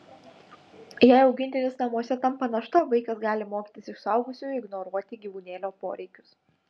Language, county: Lithuanian, Utena